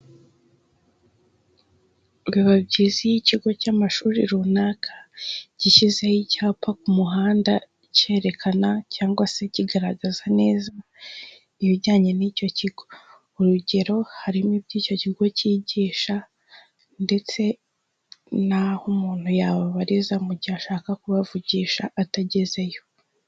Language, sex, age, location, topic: Kinyarwanda, female, 18-24, Huye, education